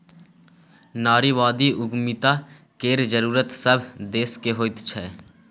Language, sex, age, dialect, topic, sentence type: Maithili, male, 18-24, Bajjika, banking, statement